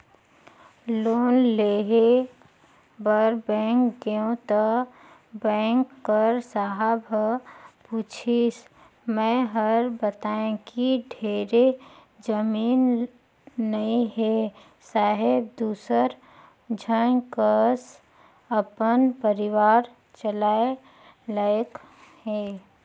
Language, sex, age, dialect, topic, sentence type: Chhattisgarhi, female, 36-40, Northern/Bhandar, banking, statement